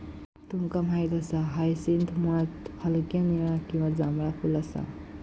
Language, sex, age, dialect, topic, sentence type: Marathi, female, 18-24, Southern Konkan, agriculture, statement